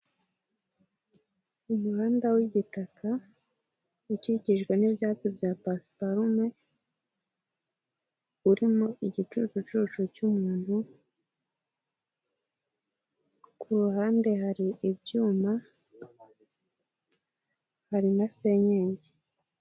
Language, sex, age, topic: Kinyarwanda, female, 18-24, government